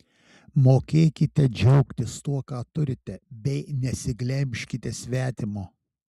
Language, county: Lithuanian, Šiauliai